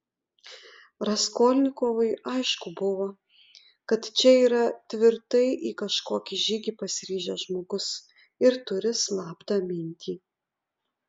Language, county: Lithuanian, Utena